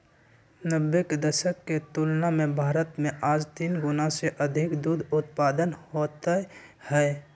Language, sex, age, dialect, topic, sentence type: Magahi, male, 60-100, Western, agriculture, statement